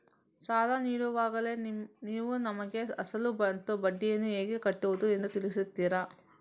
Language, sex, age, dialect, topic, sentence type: Kannada, female, 18-24, Coastal/Dakshin, banking, question